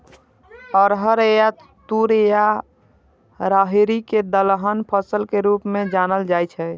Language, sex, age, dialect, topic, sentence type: Maithili, male, 25-30, Eastern / Thethi, agriculture, statement